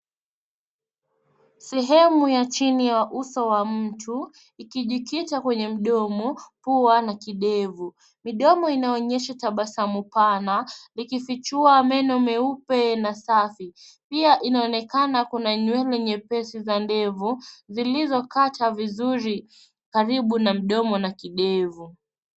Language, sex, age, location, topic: Swahili, female, 18-24, Nairobi, health